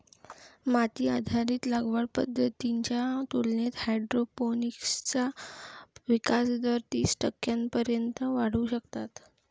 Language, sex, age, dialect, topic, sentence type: Marathi, female, 18-24, Varhadi, agriculture, statement